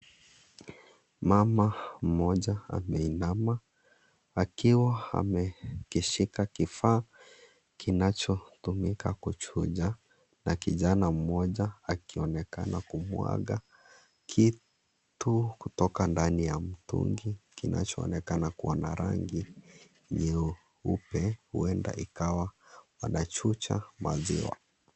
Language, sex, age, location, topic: Swahili, male, 25-35, Kisii, agriculture